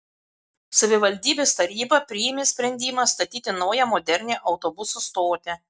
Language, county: Lithuanian, Kaunas